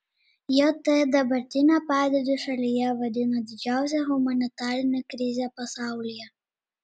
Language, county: Lithuanian, Panevėžys